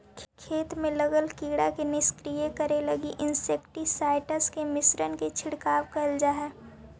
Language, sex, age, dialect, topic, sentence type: Magahi, female, 18-24, Central/Standard, banking, statement